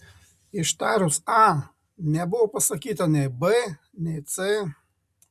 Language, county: Lithuanian, Marijampolė